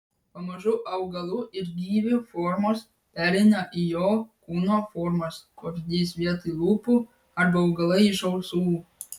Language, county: Lithuanian, Vilnius